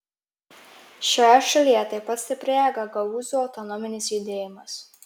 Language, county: Lithuanian, Marijampolė